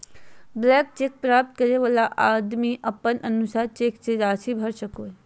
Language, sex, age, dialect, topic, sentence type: Magahi, female, 31-35, Southern, banking, statement